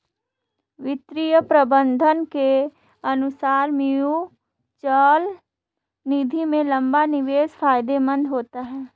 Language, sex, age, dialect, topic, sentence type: Hindi, female, 18-24, Marwari Dhudhari, banking, statement